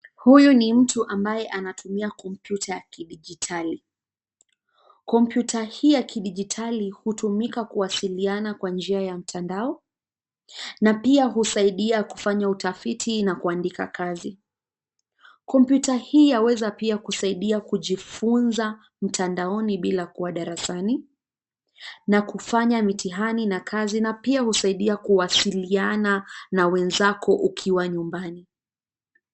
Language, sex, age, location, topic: Swahili, female, 25-35, Nairobi, education